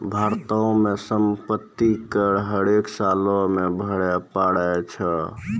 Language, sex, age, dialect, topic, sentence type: Maithili, male, 18-24, Angika, banking, statement